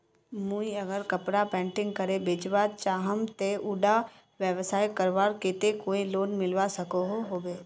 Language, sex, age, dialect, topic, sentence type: Magahi, female, 18-24, Northeastern/Surjapuri, banking, question